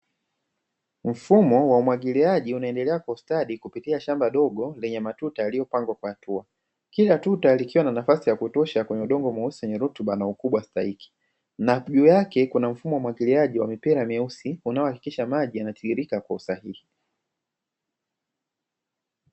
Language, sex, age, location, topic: Swahili, male, 25-35, Dar es Salaam, agriculture